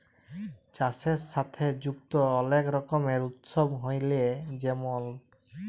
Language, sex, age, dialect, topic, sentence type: Bengali, male, 25-30, Jharkhandi, agriculture, statement